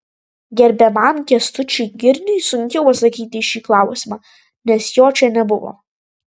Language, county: Lithuanian, Vilnius